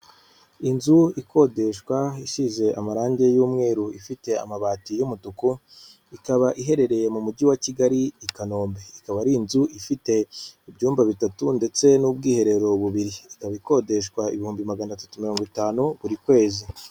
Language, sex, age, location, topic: Kinyarwanda, female, 36-49, Kigali, finance